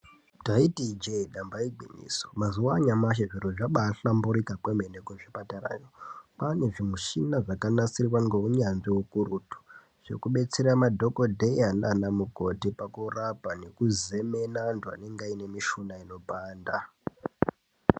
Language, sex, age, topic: Ndau, male, 18-24, health